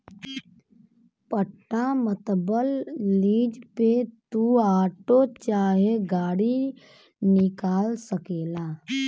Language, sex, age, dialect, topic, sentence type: Bhojpuri, male, 18-24, Western, banking, statement